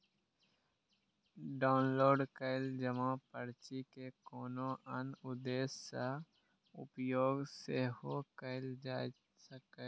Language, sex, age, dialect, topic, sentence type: Maithili, male, 18-24, Eastern / Thethi, banking, statement